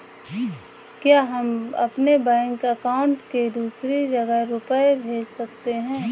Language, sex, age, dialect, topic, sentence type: Hindi, female, 25-30, Kanauji Braj Bhasha, banking, question